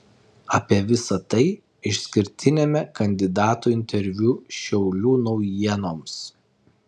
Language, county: Lithuanian, Kaunas